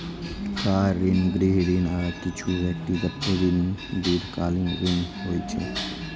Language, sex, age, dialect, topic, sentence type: Maithili, male, 56-60, Eastern / Thethi, banking, statement